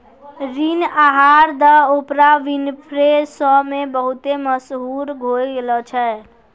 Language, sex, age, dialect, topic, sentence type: Maithili, female, 46-50, Angika, banking, statement